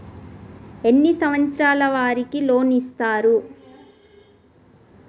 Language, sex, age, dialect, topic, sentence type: Telugu, female, 25-30, Telangana, banking, question